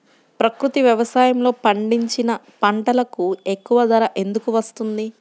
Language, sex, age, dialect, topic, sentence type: Telugu, female, 31-35, Central/Coastal, agriculture, question